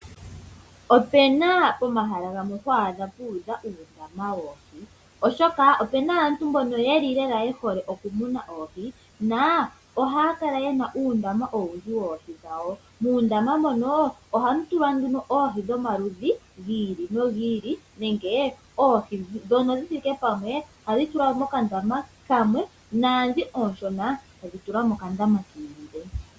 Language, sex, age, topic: Oshiwambo, female, 18-24, agriculture